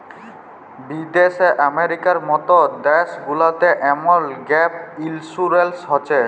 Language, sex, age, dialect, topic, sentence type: Bengali, male, 18-24, Jharkhandi, banking, statement